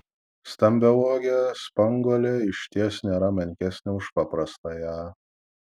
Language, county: Lithuanian, Vilnius